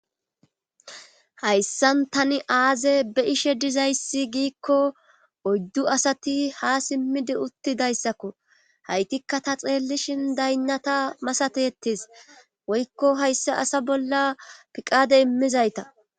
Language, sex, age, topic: Gamo, female, 25-35, government